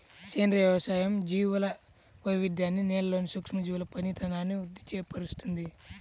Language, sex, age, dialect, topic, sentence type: Telugu, male, 31-35, Central/Coastal, agriculture, statement